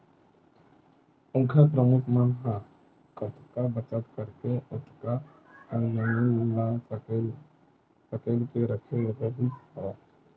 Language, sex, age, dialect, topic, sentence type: Chhattisgarhi, male, 25-30, Western/Budati/Khatahi, banking, statement